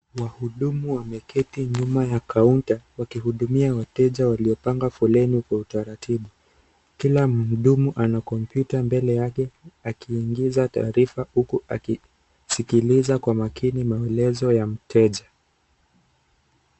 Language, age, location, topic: Swahili, 18-24, Kisii, government